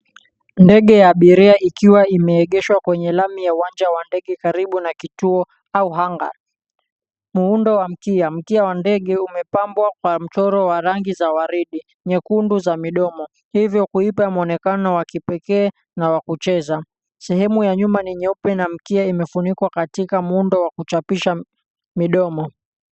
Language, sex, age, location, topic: Swahili, male, 18-24, Mombasa, government